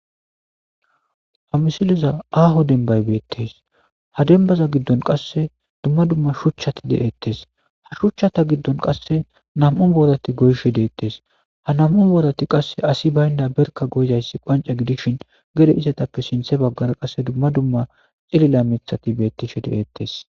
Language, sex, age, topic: Gamo, male, 25-35, agriculture